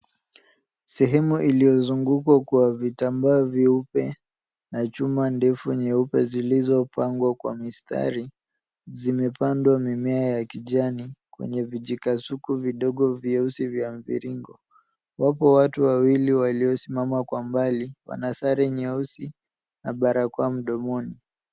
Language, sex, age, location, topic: Swahili, male, 18-24, Nairobi, agriculture